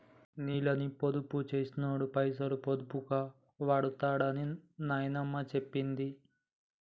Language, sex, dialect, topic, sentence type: Telugu, male, Telangana, agriculture, statement